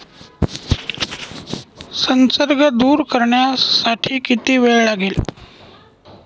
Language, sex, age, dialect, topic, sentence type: Marathi, male, 18-24, Northern Konkan, agriculture, question